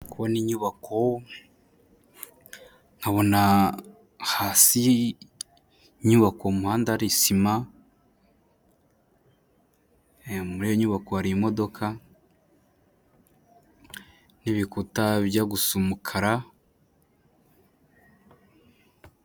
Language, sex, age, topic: Kinyarwanda, male, 18-24, government